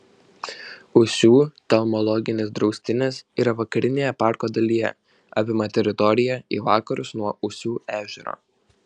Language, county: Lithuanian, Šiauliai